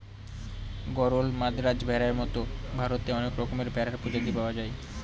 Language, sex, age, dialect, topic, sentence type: Bengali, male, 18-24, Northern/Varendri, agriculture, statement